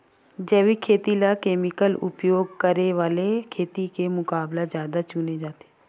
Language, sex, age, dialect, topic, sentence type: Chhattisgarhi, female, 18-24, Western/Budati/Khatahi, agriculture, statement